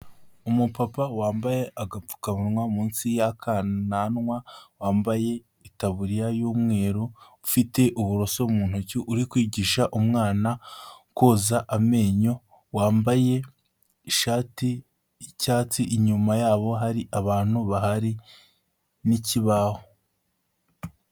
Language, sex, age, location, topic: Kinyarwanda, male, 18-24, Kigali, health